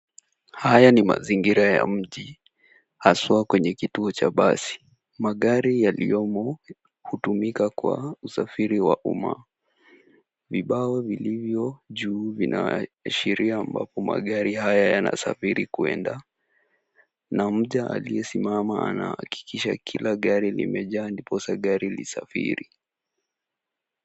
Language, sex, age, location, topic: Swahili, male, 18-24, Nairobi, government